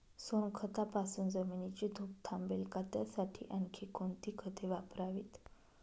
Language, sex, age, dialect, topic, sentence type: Marathi, female, 31-35, Northern Konkan, agriculture, question